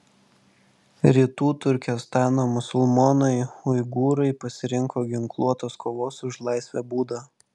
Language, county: Lithuanian, Vilnius